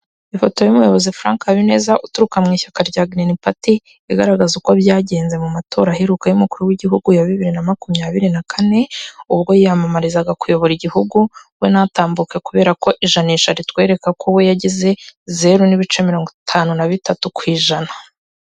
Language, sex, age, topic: Kinyarwanda, female, 18-24, government